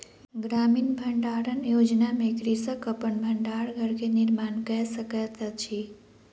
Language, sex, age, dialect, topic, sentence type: Maithili, female, 18-24, Southern/Standard, agriculture, statement